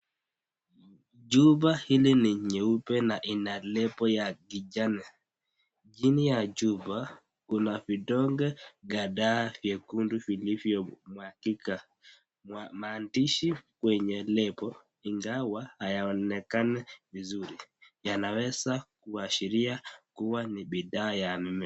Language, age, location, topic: Swahili, 25-35, Nakuru, health